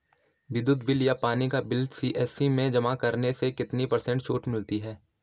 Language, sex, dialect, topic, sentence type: Hindi, male, Garhwali, banking, question